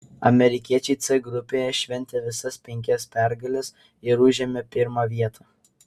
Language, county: Lithuanian, Kaunas